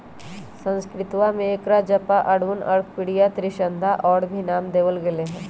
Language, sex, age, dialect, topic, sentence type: Magahi, male, 18-24, Western, agriculture, statement